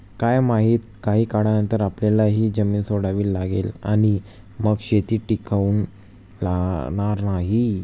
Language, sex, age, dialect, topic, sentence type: Marathi, male, 25-30, Standard Marathi, agriculture, statement